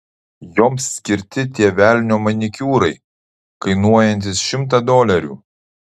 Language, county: Lithuanian, Utena